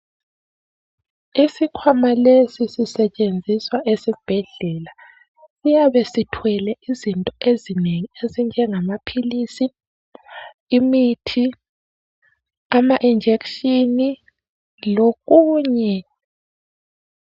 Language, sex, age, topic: North Ndebele, female, 25-35, health